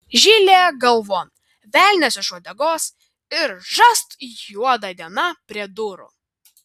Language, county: Lithuanian, Vilnius